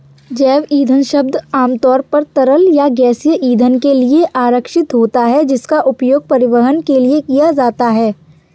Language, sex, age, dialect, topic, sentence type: Hindi, female, 51-55, Kanauji Braj Bhasha, agriculture, statement